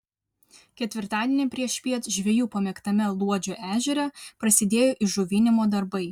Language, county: Lithuanian, Vilnius